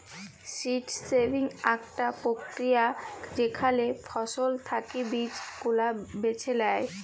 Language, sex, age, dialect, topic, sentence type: Bengali, female, 18-24, Jharkhandi, agriculture, statement